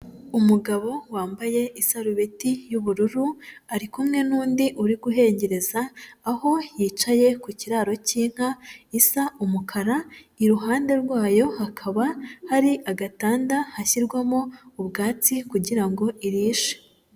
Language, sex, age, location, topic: Kinyarwanda, female, 25-35, Huye, agriculture